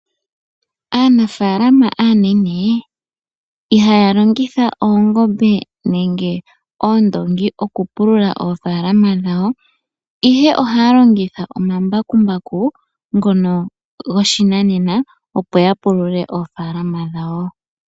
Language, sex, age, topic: Oshiwambo, female, 25-35, agriculture